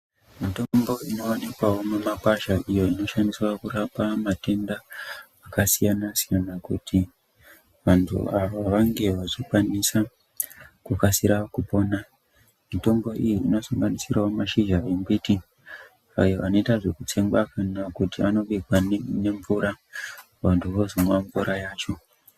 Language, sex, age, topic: Ndau, male, 25-35, health